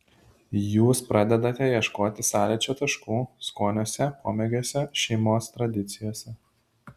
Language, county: Lithuanian, Šiauliai